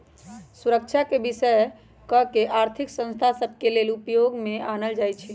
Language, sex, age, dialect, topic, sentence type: Magahi, male, 18-24, Western, banking, statement